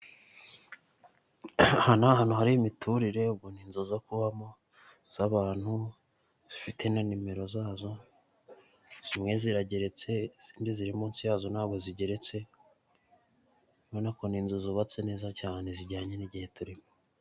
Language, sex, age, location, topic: Kinyarwanda, male, 18-24, Kigali, government